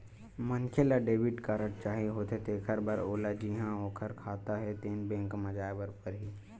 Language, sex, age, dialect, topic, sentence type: Chhattisgarhi, male, 18-24, Western/Budati/Khatahi, banking, statement